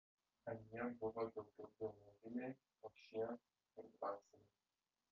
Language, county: Lithuanian, Telšiai